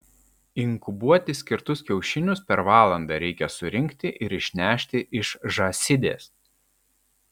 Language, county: Lithuanian, Vilnius